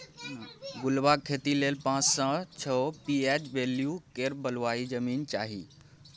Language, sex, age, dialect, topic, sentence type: Maithili, male, 18-24, Bajjika, agriculture, statement